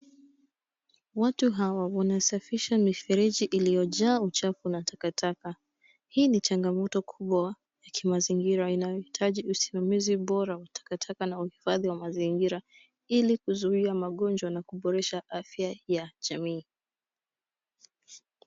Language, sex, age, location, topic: Swahili, female, 18-24, Nairobi, government